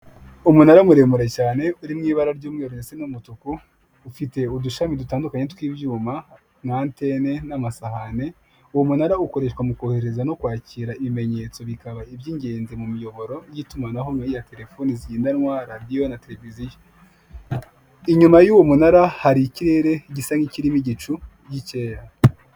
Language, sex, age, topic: Kinyarwanda, male, 25-35, government